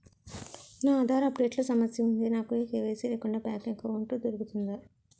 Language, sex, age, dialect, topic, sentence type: Telugu, female, 36-40, Utterandhra, banking, question